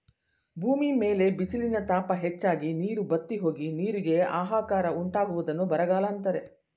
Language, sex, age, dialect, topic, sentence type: Kannada, female, 60-100, Mysore Kannada, agriculture, statement